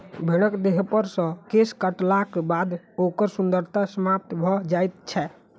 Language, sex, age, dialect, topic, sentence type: Maithili, male, 25-30, Southern/Standard, agriculture, statement